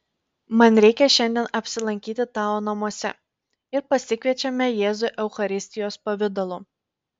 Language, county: Lithuanian, Panevėžys